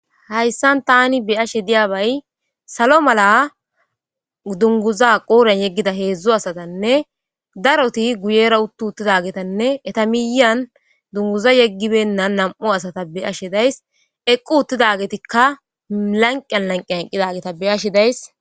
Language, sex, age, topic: Gamo, female, 18-24, government